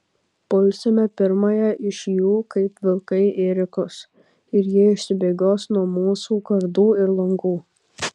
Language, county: Lithuanian, Kaunas